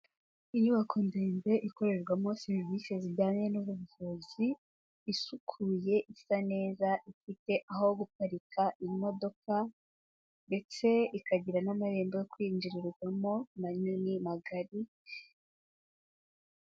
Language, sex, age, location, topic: Kinyarwanda, female, 18-24, Kigali, health